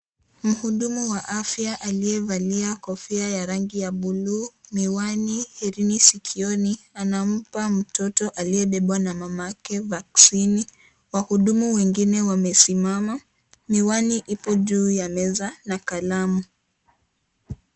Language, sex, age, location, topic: Swahili, female, 18-24, Kisii, health